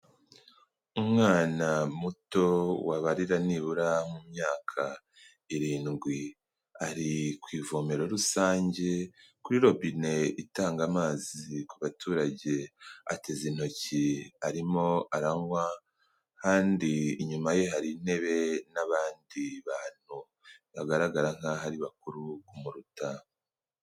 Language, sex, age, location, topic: Kinyarwanda, male, 18-24, Kigali, health